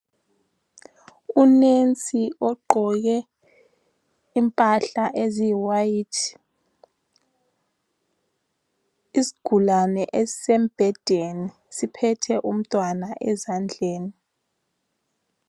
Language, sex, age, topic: North Ndebele, female, 25-35, health